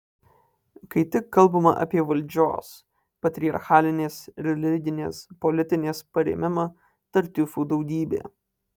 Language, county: Lithuanian, Alytus